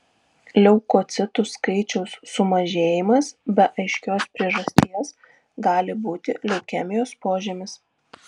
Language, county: Lithuanian, Vilnius